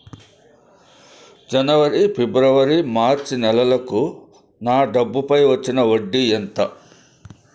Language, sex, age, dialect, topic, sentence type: Telugu, male, 56-60, Southern, banking, question